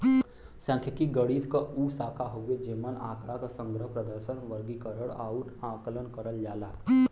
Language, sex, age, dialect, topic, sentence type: Bhojpuri, male, 18-24, Western, banking, statement